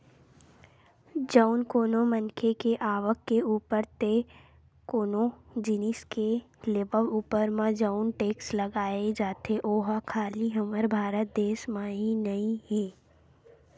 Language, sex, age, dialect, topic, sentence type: Chhattisgarhi, female, 18-24, Western/Budati/Khatahi, banking, statement